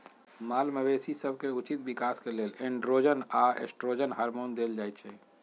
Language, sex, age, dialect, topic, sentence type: Magahi, male, 46-50, Western, agriculture, statement